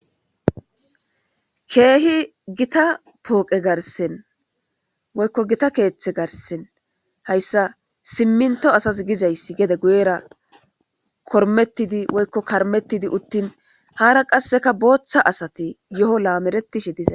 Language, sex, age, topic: Gamo, female, 25-35, government